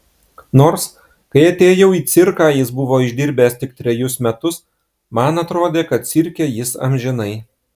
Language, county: Lithuanian, Klaipėda